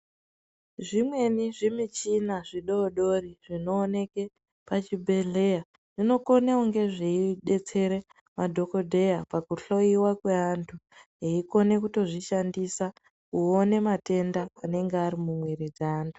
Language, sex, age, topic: Ndau, female, 25-35, health